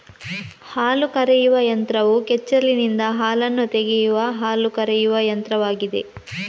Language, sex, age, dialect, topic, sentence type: Kannada, female, 18-24, Coastal/Dakshin, agriculture, statement